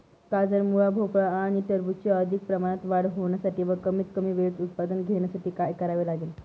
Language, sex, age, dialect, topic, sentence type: Marathi, female, 18-24, Northern Konkan, agriculture, question